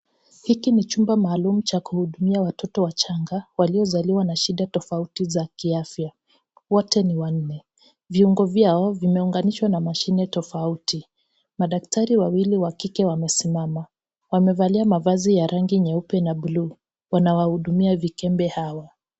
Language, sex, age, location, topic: Swahili, female, 25-35, Kisii, health